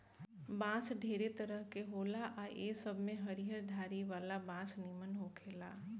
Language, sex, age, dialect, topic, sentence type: Bhojpuri, female, 41-45, Southern / Standard, agriculture, statement